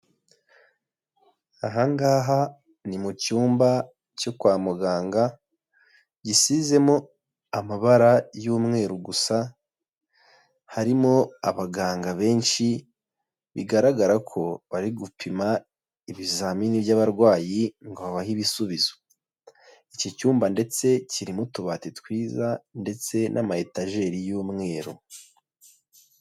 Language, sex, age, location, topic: Kinyarwanda, male, 25-35, Huye, health